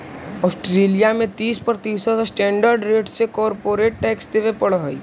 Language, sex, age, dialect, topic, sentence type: Magahi, male, 18-24, Central/Standard, banking, statement